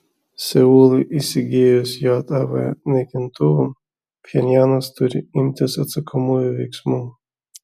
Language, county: Lithuanian, Kaunas